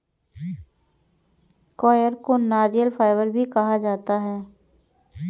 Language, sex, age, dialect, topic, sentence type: Hindi, female, 18-24, Kanauji Braj Bhasha, agriculture, statement